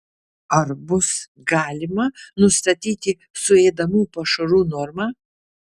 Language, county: Lithuanian, Kaunas